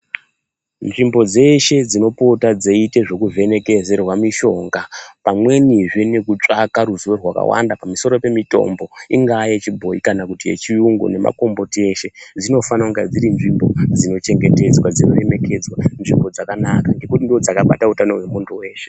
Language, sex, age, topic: Ndau, male, 25-35, health